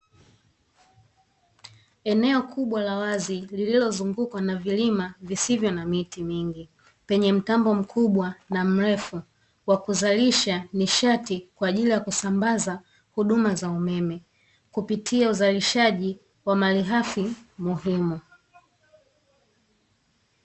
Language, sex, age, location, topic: Swahili, female, 18-24, Dar es Salaam, government